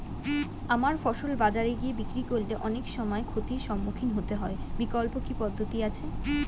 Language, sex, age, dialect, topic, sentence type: Bengali, female, 18-24, Standard Colloquial, agriculture, question